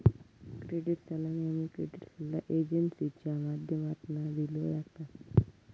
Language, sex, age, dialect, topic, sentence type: Marathi, female, 25-30, Southern Konkan, banking, statement